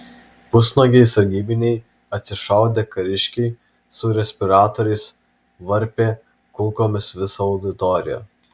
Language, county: Lithuanian, Vilnius